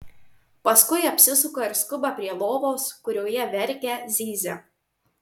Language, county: Lithuanian, Marijampolė